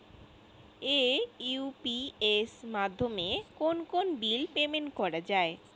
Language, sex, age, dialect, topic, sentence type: Bengali, female, 18-24, Rajbangshi, banking, question